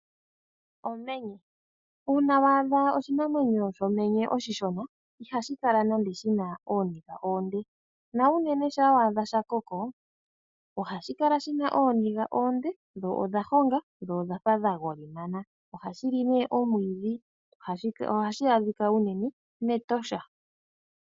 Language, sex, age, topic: Oshiwambo, female, 25-35, agriculture